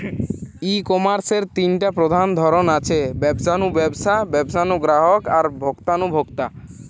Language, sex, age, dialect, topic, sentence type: Bengali, male, 18-24, Western, agriculture, statement